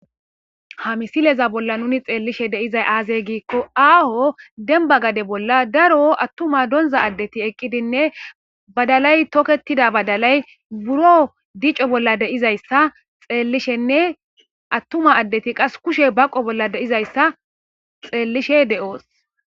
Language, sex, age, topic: Gamo, female, 18-24, agriculture